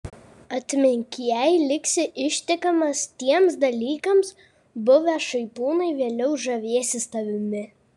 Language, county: Lithuanian, Kaunas